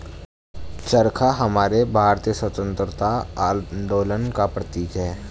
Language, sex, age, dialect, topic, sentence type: Hindi, male, 18-24, Hindustani Malvi Khadi Boli, agriculture, statement